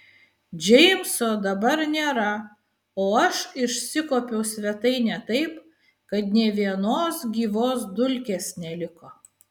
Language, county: Lithuanian, Vilnius